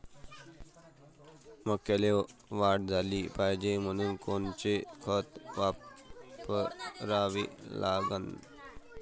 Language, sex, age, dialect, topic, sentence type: Marathi, male, 25-30, Varhadi, agriculture, question